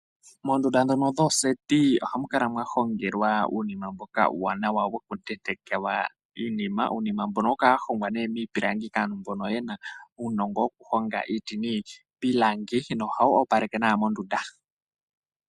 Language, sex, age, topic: Oshiwambo, male, 18-24, finance